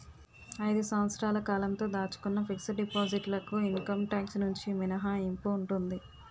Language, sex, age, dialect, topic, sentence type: Telugu, female, 18-24, Utterandhra, banking, statement